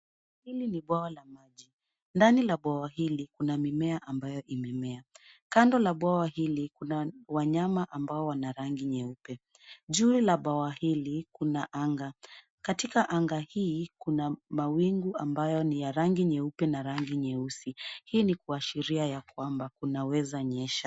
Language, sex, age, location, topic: Swahili, female, 25-35, Nairobi, government